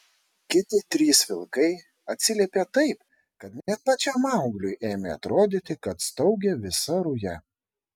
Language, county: Lithuanian, Šiauliai